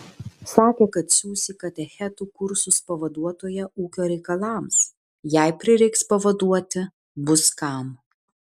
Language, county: Lithuanian, Vilnius